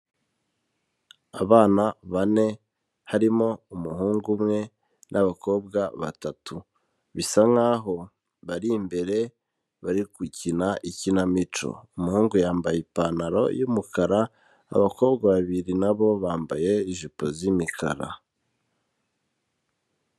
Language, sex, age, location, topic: Kinyarwanda, male, 25-35, Kigali, health